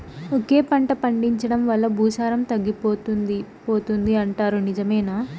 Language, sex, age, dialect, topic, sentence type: Telugu, female, 18-24, Southern, agriculture, question